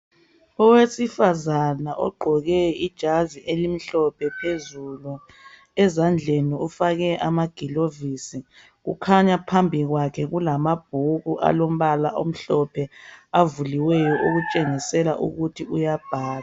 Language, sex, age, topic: North Ndebele, male, 36-49, health